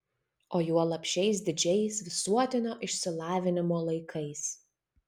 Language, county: Lithuanian, Vilnius